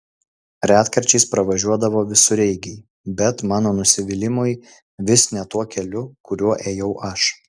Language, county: Lithuanian, Utena